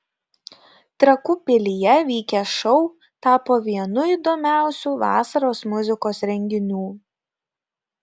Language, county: Lithuanian, Kaunas